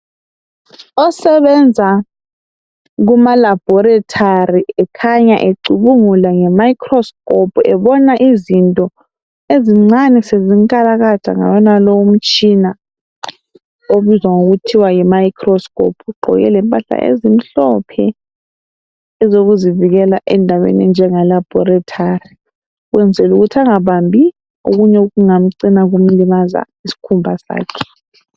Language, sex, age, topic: North Ndebele, female, 18-24, health